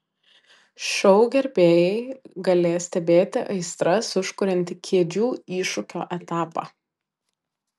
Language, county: Lithuanian, Kaunas